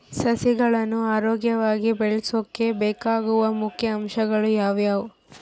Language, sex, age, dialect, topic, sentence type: Kannada, female, 18-24, Central, agriculture, question